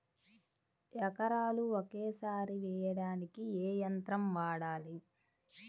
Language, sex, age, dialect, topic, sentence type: Telugu, female, 25-30, Central/Coastal, agriculture, question